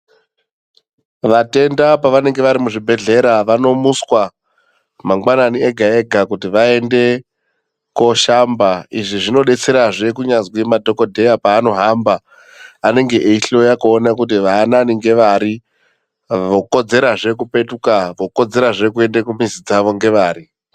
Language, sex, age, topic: Ndau, female, 18-24, health